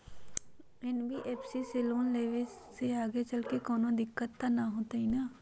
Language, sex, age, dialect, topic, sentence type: Magahi, female, 31-35, Western, banking, question